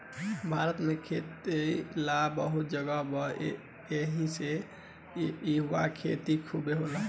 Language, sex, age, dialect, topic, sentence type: Bhojpuri, male, 18-24, Southern / Standard, agriculture, statement